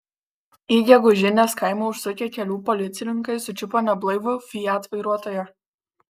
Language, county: Lithuanian, Kaunas